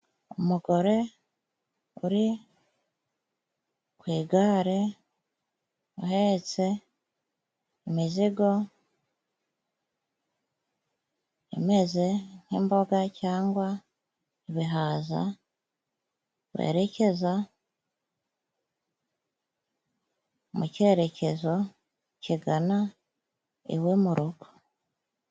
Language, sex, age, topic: Kinyarwanda, female, 36-49, government